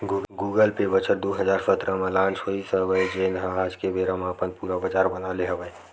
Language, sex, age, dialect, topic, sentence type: Chhattisgarhi, male, 56-60, Western/Budati/Khatahi, banking, statement